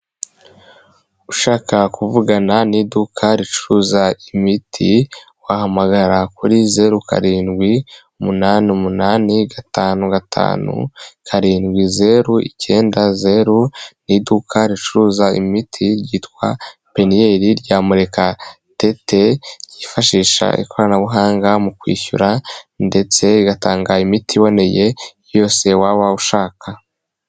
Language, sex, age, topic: Kinyarwanda, male, 18-24, health